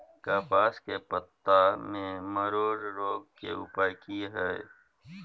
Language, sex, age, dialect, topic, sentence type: Maithili, male, 41-45, Bajjika, agriculture, question